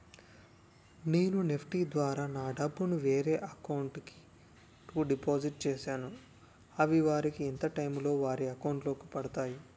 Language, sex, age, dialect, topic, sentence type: Telugu, male, 18-24, Utterandhra, banking, question